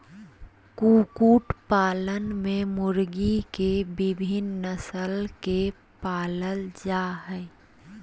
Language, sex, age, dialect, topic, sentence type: Magahi, female, 31-35, Southern, agriculture, statement